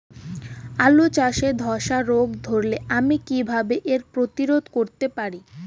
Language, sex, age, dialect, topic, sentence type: Bengali, female, 18-24, Rajbangshi, agriculture, question